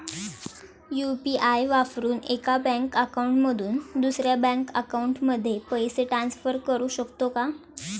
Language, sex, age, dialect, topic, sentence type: Marathi, female, 18-24, Standard Marathi, banking, question